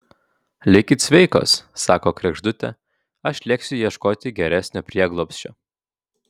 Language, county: Lithuanian, Vilnius